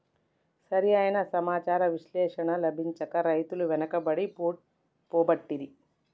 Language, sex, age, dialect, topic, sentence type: Telugu, male, 36-40, Telangana, agriculture, statement